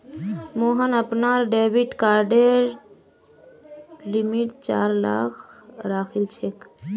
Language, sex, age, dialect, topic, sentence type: Magahi, female, 18-24, Northeastern/Surjapuri, banking, statement